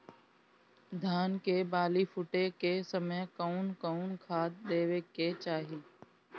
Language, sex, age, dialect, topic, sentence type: Bhojpuri, female, 36-40, Northern, agriculture, question